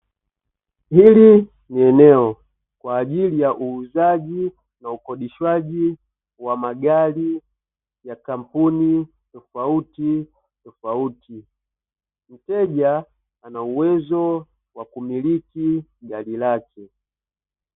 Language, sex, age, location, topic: Swahili, male, 25-35, Dar es Salaam, finance